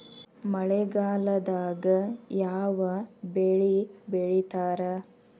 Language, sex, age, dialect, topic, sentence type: Kannada, female, 36-40, Dharwad Kannada, agriculture, question